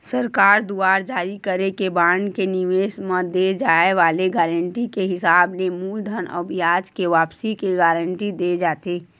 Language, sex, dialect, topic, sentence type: Chhattisgarhi, female, Western/Budati/Khatahi, banking, statement